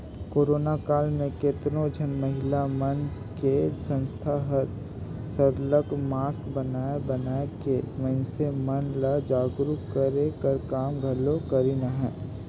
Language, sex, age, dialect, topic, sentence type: Chhattisgarhi, male, 18-24, Northern/Bhandar, banking, statement